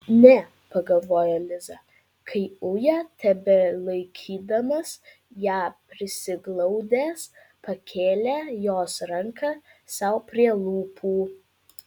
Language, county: Lithuanian, Vilnius